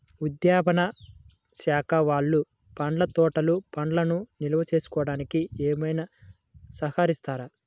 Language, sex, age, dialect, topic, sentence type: Telugu, male, 18-24, Central/Coastal, agriculture, question